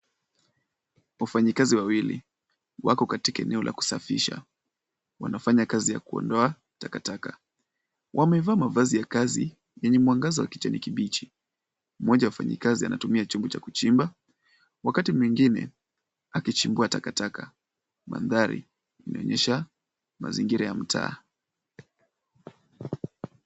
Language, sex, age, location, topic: Swahili, male, 18-24, Kisumu, health